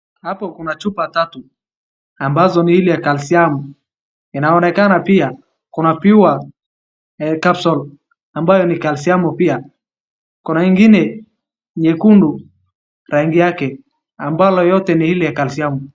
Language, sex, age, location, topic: Swahili, male, 36-49, Wajir, health